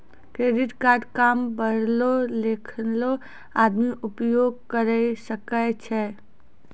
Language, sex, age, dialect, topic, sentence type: Maithili, female, 25-30, Angika, banking, question